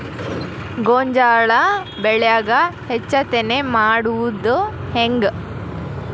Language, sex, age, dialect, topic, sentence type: Kannada, female, 18-24, Dharwad Kannada, agriculture, question